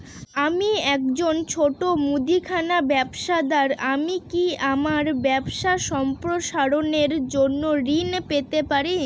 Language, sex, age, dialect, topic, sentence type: Bengali, female, 18-24, Northern/Varendri, banking, question